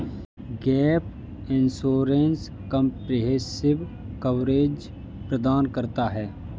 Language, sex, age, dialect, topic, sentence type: Hindi, male, 25-30, Kanauji Braj Bhasha, banking, statement